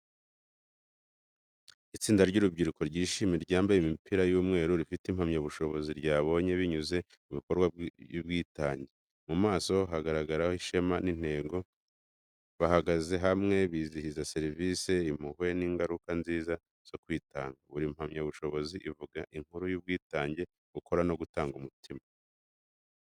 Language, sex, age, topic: Kinyarwanda, male, 25-35, education